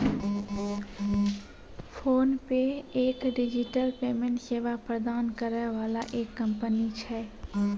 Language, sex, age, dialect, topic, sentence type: Maithili, female, 18-24, Angika, banking, statement